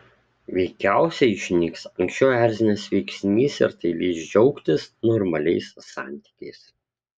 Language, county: Lithuanian, Kaunas